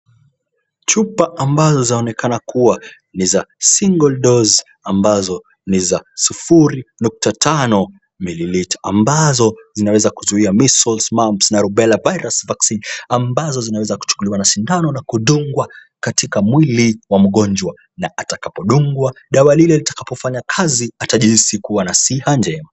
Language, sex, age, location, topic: Swahili, male, 18-24, Kisumu, health